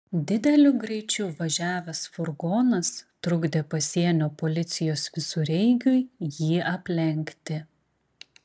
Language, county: Lithuanian, Klaipėda